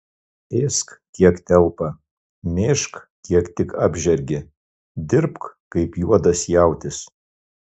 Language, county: Lithuanian, Marijampolė